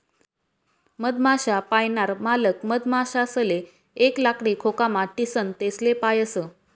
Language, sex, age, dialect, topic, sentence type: Marathi, female, 25-30, Northern Konkan, agriculture, statement